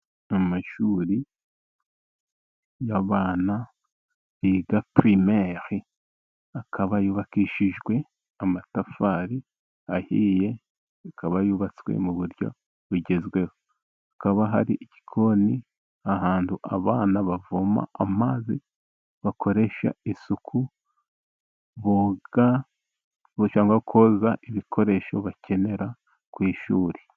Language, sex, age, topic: Kinyarwanda, male, 36-49, education